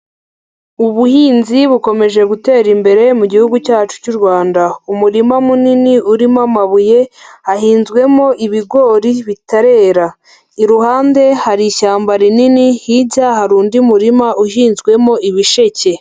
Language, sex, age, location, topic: Kinyarwanda, female, 18-24, Huye, agriculture